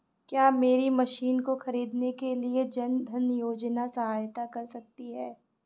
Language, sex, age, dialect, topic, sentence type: Hindi, female, 25-30, Awadhi Bundeli, agriculture, question